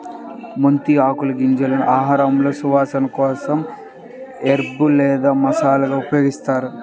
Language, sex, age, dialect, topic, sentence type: Telugu, male, 18-24, Central/Coastal, agriculture, statement